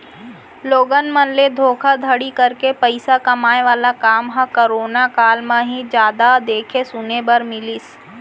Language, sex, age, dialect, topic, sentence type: Chhattisgarhi, female, 25-30, Central, banking, statement